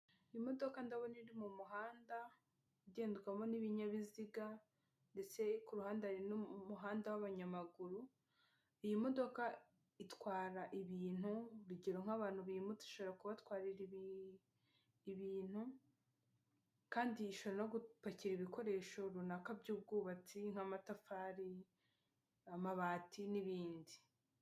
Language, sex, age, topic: Kinyarwanda, female, 25-35, government